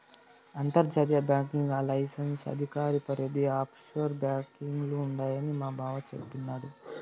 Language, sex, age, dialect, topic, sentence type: Telugu, male, 18-24, Southern, banking, statement